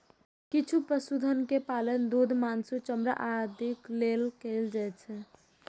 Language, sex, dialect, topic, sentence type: Maithili, female, Eastern / Thethi, agriculture, statement